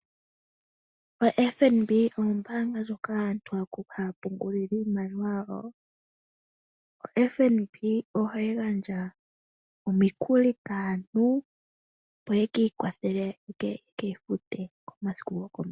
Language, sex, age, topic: Oshiwambo, female, 18-24, finance